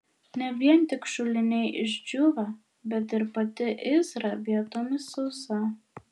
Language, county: Lithuanian, Vilnius